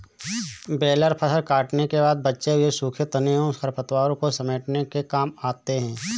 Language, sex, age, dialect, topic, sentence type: Hindi, male, 31-35, Awadhi Bundeli, agriculture, statement